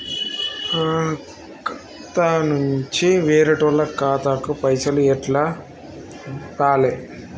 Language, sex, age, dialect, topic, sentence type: Telugu, male, 18-24, Telangana, banking, question